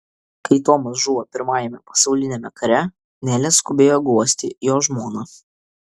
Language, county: Lithuanian, Vilnius